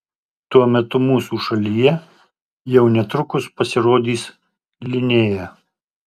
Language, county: Lithuanian, Tauragė